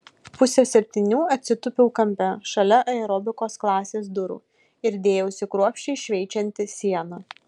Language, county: Lithuanian, Kaunas